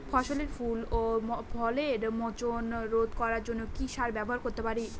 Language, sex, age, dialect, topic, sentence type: Bengali, female, 18-24, Northern/Varendri, agriculture, question